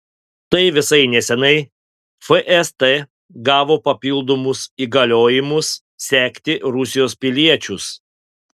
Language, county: Lithuanian, Panevėžys